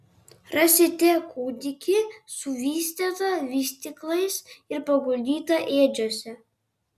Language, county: Lithuanian, Kaunas